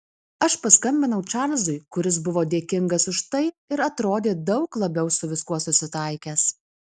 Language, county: Lithuanian, Alytus